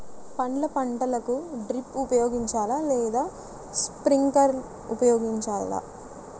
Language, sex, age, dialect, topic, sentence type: Telugu, female, 60-100, Central/Coastal, agriculture, question